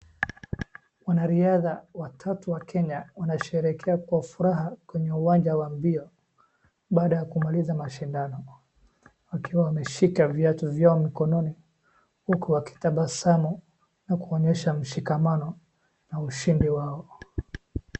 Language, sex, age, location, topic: Swahili, male, 18-24, Wajir, government